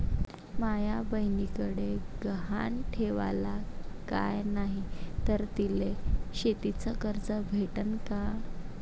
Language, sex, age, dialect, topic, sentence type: Marathi, female, 18-24, Varhadi, agriculture, statement